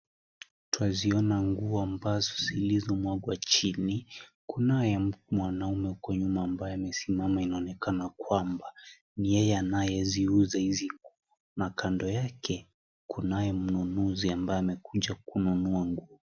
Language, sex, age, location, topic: Swahili, male, 18-24, Kisii, finance